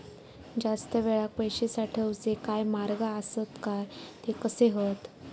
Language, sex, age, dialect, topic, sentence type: Marathi, female, 25-30, Southern Konkan, banking, question